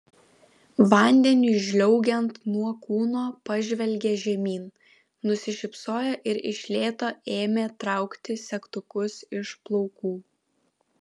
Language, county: Lithuanian, Vilnius